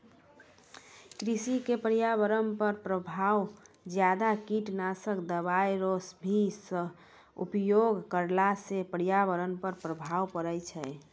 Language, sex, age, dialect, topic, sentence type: Maithili, female, 60-100, Angika, agriculture, statement